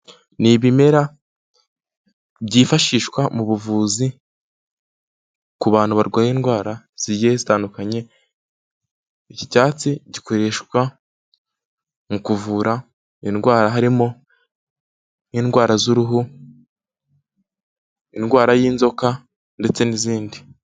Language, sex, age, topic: Kinyarwanda, male, 18-24, health